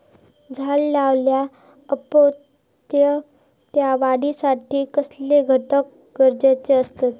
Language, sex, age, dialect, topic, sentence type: Marathi, female, 18-24, Southern Konkan, agriculture, question